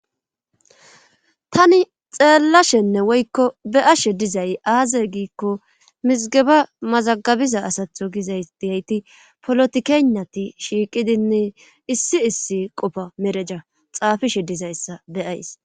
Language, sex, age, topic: Gamo, female, 36-49, government